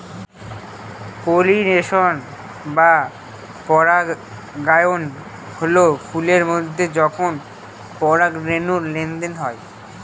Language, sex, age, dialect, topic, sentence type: Bengali, male, <18, Northern/Varendri, agriculture, statement